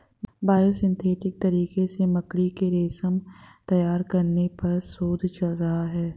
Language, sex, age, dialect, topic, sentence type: Hindi, female, 25-30, Hindustani Malvi Khadi Boli, agriculture, statement